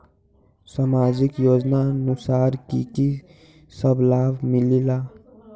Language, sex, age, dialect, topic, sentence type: Magahi, male, 18-24, Western, banking, question